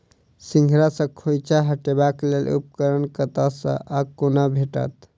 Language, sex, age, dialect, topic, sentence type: Maithili, male, 18-24, Southern/Standard, agriculture, question